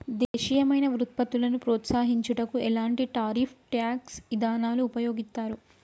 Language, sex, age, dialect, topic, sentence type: Telugu, female, 25-30, Telangana, banking, statement